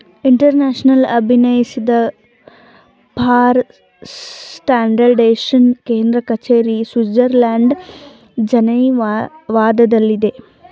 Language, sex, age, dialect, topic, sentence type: Kannada, female, 18-24, Mysore Kannada, banking, statement